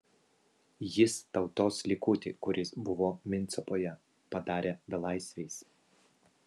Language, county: Lithuanian, Vilnius